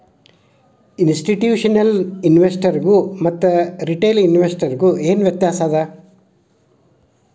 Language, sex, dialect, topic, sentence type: Kannada, male, Dharwad Kannada, banking, statement